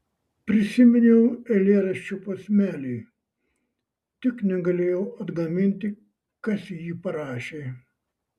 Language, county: Lithuanian, Šiauliai